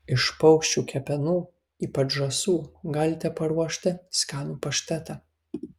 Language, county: Lithuanian, Kaunas